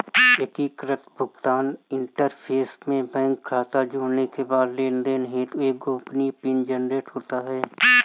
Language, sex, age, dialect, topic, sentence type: Hindi, female, 31-35, Marwari Dhudhari, banking, statement